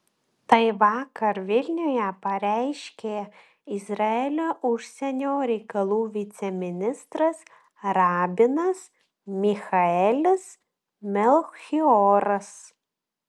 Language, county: Lithuanian, Klaipėda